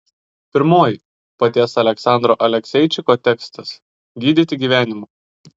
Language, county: Lithuanian, Kaunas